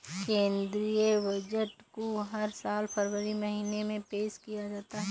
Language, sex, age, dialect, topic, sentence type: Hindi, female, 18-24, Awadhi Bundeli, banking, statement